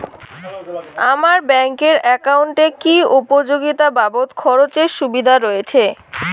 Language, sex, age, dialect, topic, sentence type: Bengali, female, 18-24, Rajbangshi, banking, question